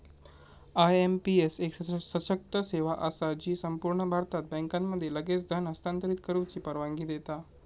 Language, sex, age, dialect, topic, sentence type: Marathi, male, 18-24, Southern Konkan, banking, statement